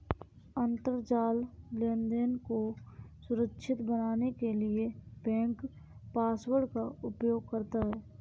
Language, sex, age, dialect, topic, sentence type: Hindi, female, 18-24, Kanauji Braj Bhasha, banking, statement